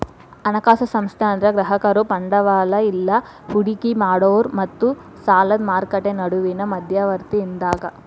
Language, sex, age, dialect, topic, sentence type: Kannada, female, 18-24, Dharwad Kannada, banking, statement